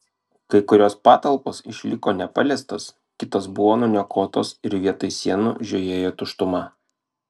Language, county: Lithuanian, Klaipėda